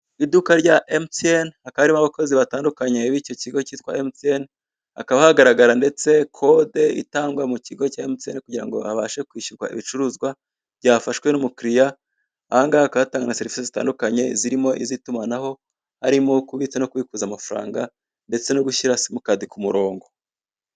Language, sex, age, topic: Kinyarwanda, male, 25-35, finance